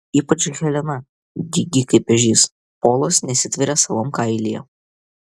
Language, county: Lithuanian, Vilnius